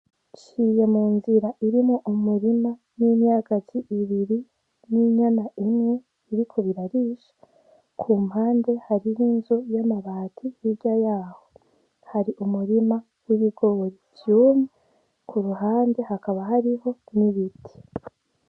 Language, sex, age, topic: Rundi, female, 18-24, agriculture